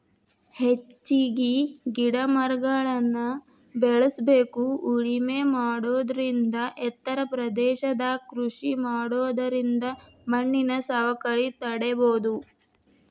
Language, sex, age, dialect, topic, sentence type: Kannada, female, 18-24, Dharwad Kannada, agriculture, statement